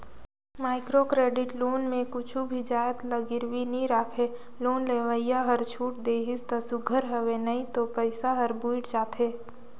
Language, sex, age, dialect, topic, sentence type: Chhattisgarhi, female, 60-100, Northern/Bhandar, banking, statement